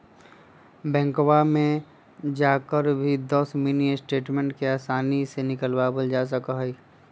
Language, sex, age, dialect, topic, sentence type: Magahi, female, 51-55, Western, banking, statement